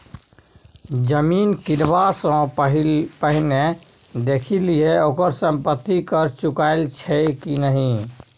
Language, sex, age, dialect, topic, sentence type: Maithili, male, 18-24, Bajjika, banking, statement